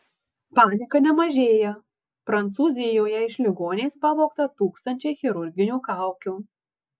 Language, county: Lithuanian, Marijampolė